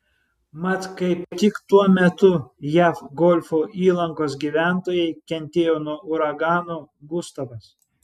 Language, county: Lithuanian, Šiauliai